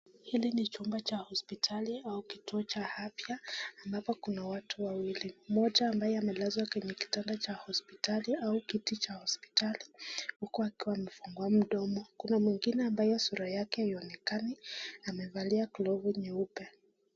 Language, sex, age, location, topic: Swahili, female, 25-35, Nakuru, health